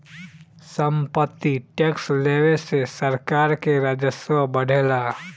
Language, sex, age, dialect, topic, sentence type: Bhojpuri, male, 18-24, Southern / Standard, banking, statement